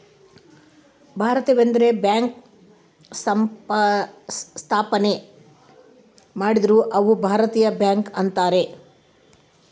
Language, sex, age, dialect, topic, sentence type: Kannada, female, 18-24, Central, banking, statement